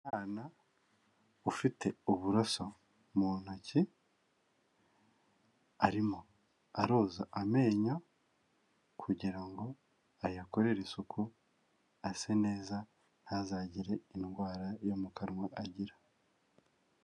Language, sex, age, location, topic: Kinyarwanda, male, 25-35, Kigali, health